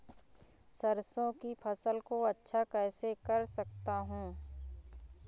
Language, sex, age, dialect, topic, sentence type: Hindi, female, 25-30, Awadhi Bundeli, agriculture, question